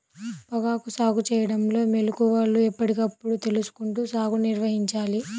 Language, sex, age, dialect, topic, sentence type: Telugu, female, 25-30, Central/Coastal, agriculture, statement